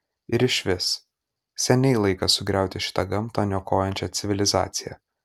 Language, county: Lithuanian, Kaunas